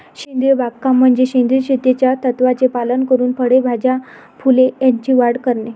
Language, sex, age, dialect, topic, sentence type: Marathi, female, 25-30, Varhadi, agriculture, statement